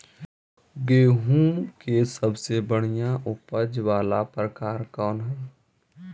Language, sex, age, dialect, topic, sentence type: Magahi, male, 18-24, Central/Standard, agriculture, question